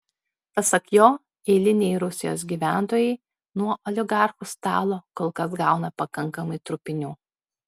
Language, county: Lithuanian, Klaipėda